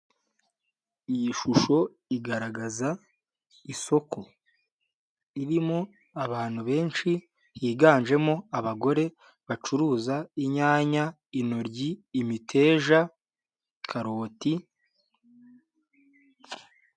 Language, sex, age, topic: Kinyarwanda, male, 18-24, finance